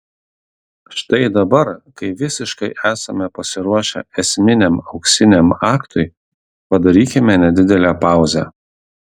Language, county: Lithuanian, Kaunas